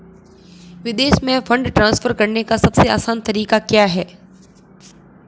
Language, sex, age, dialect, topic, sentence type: Hindi, female, 25-30, Marwari Dhudhari, banking, question